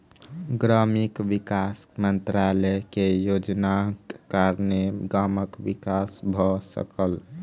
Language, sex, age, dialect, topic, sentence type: Maithili, male, 18-24, Southern/Standard, agriculture, statement